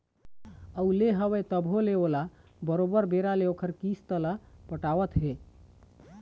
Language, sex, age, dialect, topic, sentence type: Chhattisgarhi, male, 31-35, Eastern, banking, statement